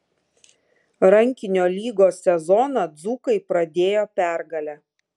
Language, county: Lithuanian, Kaunas